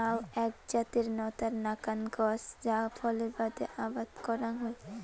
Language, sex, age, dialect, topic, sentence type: Bengali, female, 18-24, Rajbangshi, agriculture, statement